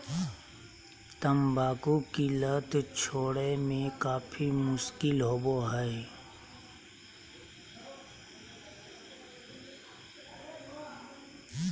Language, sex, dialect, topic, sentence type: Magahi, male, Southern, agriculture, statement